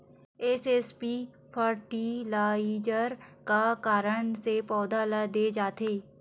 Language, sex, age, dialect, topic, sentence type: Chhattisgarhi, female, 25-30, Western/Budati/Khatahi, agriculture, question